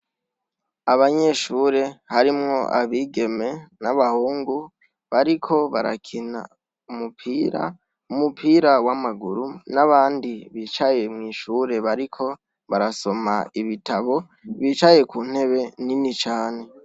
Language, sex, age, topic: Rundi, male, 18-24, education